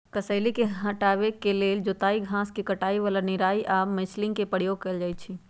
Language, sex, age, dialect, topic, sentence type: Magahi, female, 41-45, Western, agriculture, statement